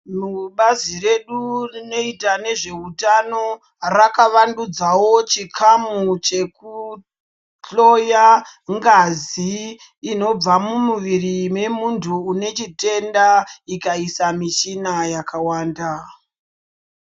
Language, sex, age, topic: Ndau, male, 36-49, health